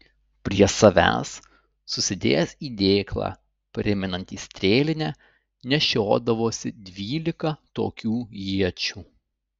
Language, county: Lithuanian, Utena